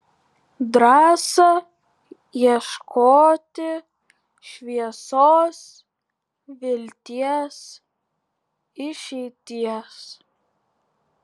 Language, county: Lithuanian, Vilnius